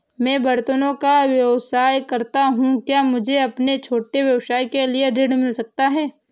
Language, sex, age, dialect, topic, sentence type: Hindi, female, 18-24, Awadhi Bundeli, banking, question